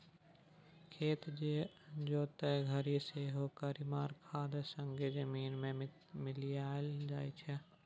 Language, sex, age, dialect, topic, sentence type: Maithili, male, 18-24, Bajjika, agriculture, statement